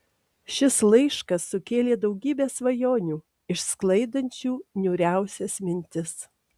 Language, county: Lithuanian, Alytus